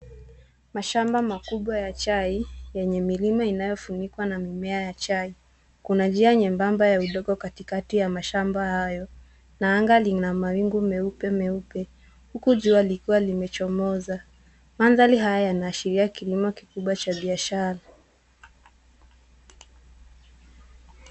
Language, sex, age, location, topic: Swahili, female, 18-24, Nairobi, agriculture